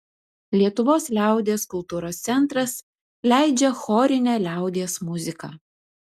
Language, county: Lithuanian, Utena